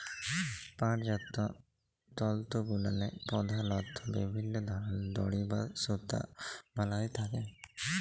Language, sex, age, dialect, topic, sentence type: Bengali, male, 18-24, Jharkhandi, agriculture, statement